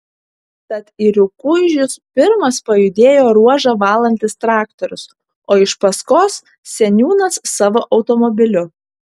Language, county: Lithuanian, Kaunas